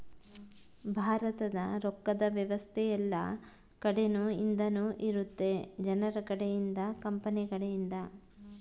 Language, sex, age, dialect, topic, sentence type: Kannada, female, 36-40, Central, banking, statement